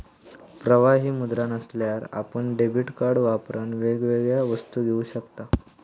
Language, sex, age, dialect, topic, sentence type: Marathi, male, 18-24, Southern Konkan, banking, statement